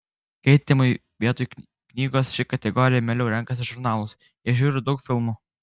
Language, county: Lithuanian, Kaunas